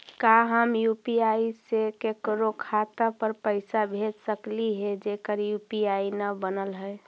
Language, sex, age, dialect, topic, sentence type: Magahi, female, 41-45, Central/Standard, banking, question